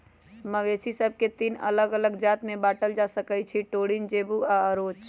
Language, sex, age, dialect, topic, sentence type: Magahi, male, 18-24, Western, agriculture, statement